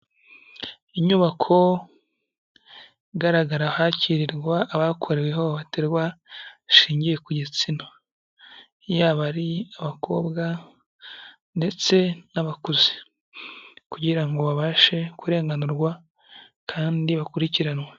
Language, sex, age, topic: Kinyarwanda, male, 18-24, health